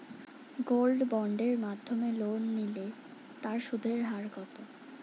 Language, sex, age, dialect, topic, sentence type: Bengali, female, 18-24, Standard Colloquial, banking, question